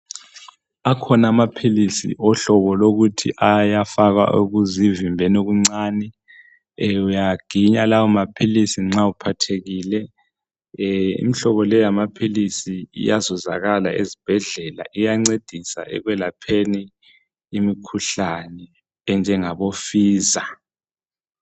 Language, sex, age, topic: North Ndebele, male, 36-49, health